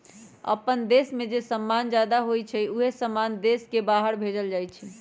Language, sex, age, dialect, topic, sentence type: Magahi, female, 25-30, Western, banking, statement